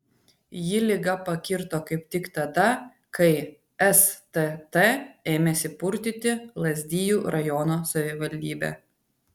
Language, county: Lithuanian, Vilnius